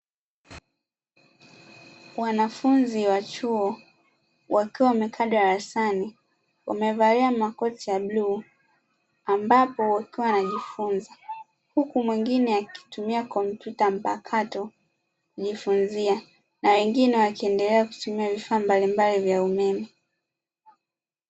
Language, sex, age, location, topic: Swahili, female, 25-35, Dar es Salaam, education